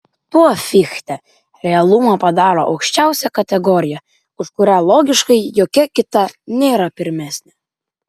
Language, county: Lithuanian, Vilnius